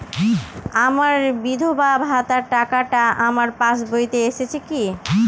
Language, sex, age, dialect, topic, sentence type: Bengali, female, 31-35, Northern/Varendri, banking, question